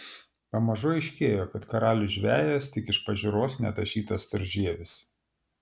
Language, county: Lithuanian, Klaipėda